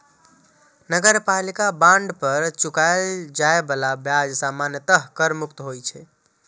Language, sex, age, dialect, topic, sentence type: Maithili, male, 25-30, Eastern / Thethi, banking, statement